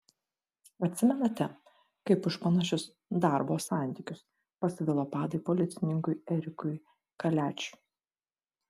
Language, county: Lithuanian, Kaunas